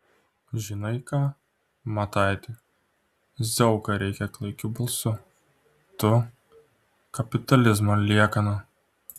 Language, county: Lithuanian, Klaipėda